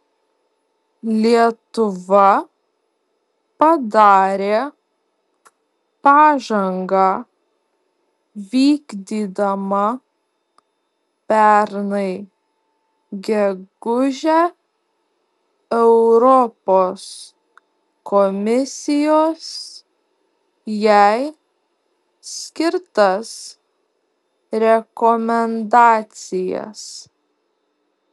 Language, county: Lithuanian, Šiauliai